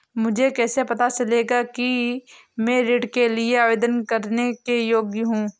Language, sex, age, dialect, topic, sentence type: Hindi, female, 18-24, Awadhi Bundeli, banking, statement